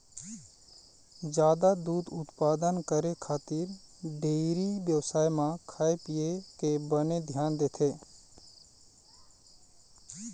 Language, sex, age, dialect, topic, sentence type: Chhattisgarhi, male, 31-35, Eastern, agriculture, statement